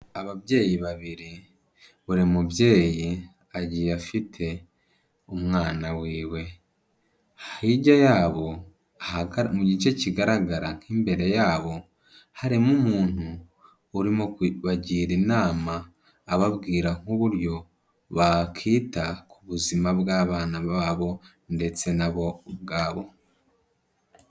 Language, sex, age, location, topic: Kinyarwanda, male, 25-35, Kigali, health